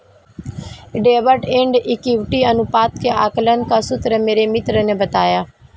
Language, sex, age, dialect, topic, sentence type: Hindi, female, 31-35, Marwari Dhudhari, banking, statement